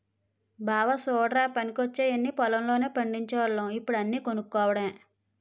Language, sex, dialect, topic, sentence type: Telugu, female, Utterandhra, agriculture, statement